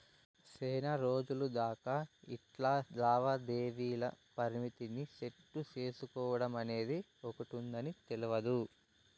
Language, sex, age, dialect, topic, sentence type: Telugu, male, 18-24, Southern, banking, statement